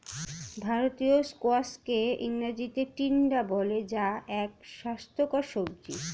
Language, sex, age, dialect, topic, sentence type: Bengali, female, <18, Standard Colloquial, agriculture, statement